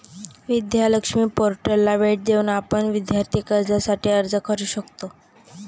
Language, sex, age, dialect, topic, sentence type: Marathi, female, 18-24, Standard Marathi, banking, statement